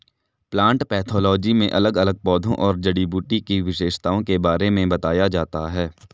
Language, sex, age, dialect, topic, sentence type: Hindi, male, 18-24, Marwari Dhudhari, agriculture, statement